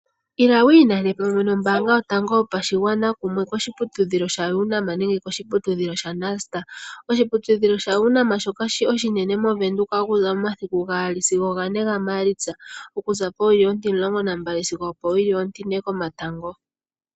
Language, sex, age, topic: Oshiwambo, female, 18-24, finance